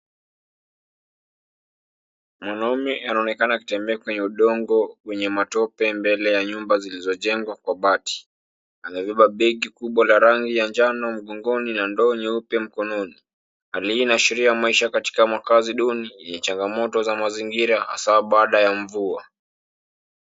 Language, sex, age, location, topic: Swahili, male, 18-24, Nairobi, government